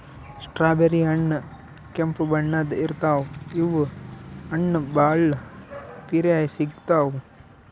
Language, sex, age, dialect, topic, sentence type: Kannada, male, 18-24, Northeastern, agriculture, statement